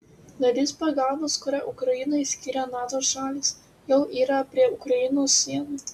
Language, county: Lithuanian, Utena